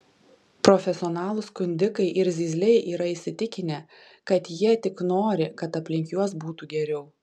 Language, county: Lithuanian, Kaunas